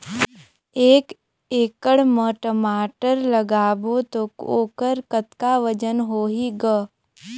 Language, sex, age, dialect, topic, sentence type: Chhattisgarhi, female, 18-24, Northern/Bhandar, agriculture, question